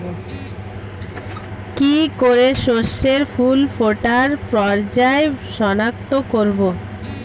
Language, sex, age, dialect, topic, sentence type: Bengali, female, 25-30, Standard Colloquial, agriculture, statement